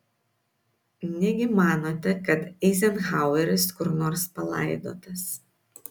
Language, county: Lithuanian, Vilnius